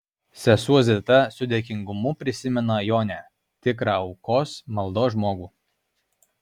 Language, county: Lithuanian, Alytus